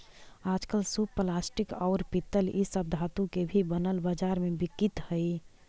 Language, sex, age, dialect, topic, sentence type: Magahi, female, 18-24, Central/Standard, banking, statement